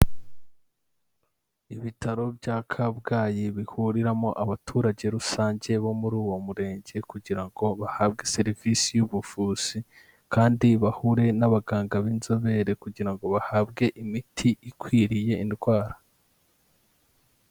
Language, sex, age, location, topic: Kinyarwanda, male, 25-35, Kigali, health